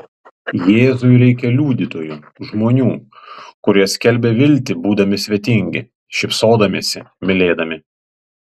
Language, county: Lithuanian, Panevėžys